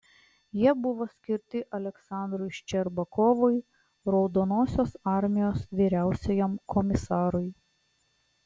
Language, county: Lithuanian, Klaipėda